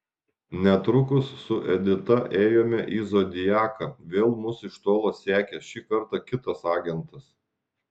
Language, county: Lithuanian, Šiauliai